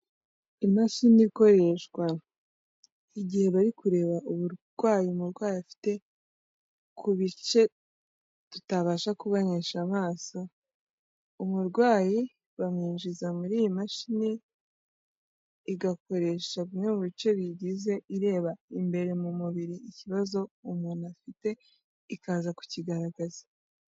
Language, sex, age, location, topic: Kinyarwanda, female, 18-24, Kigali, health